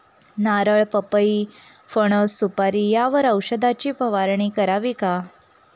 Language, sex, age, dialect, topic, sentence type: Marathi, female, 31-35, Northern Konkan, agriculture, question